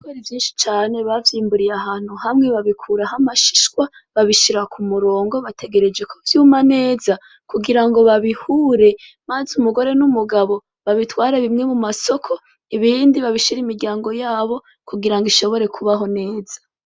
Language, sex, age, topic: Rundi, female, 25-35, agriculture